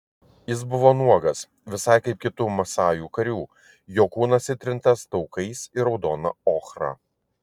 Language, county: Lithuanian, Vilnius